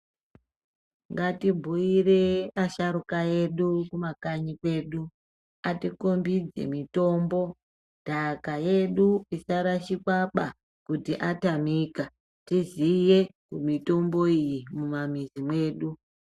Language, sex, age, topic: Ndau, female, 25-35, health